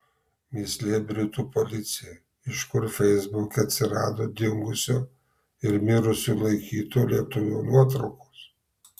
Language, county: Lithuanian, Marijampolė